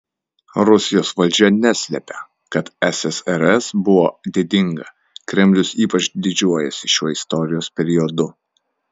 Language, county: Lithuanian, Vilnius